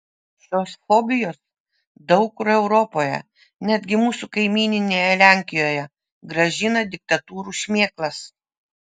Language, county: Lithuanian, Vilnius